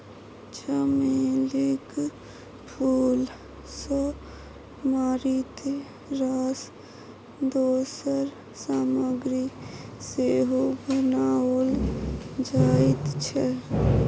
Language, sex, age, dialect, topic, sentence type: Maithili, female, 60-100, Bajjika, agriculture, statement